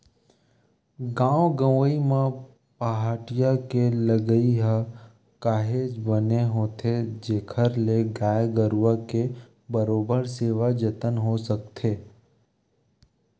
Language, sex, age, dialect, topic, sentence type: Chhattisgarhi, male, 31-35, Western/Budati/Khatahi, agriculture, statement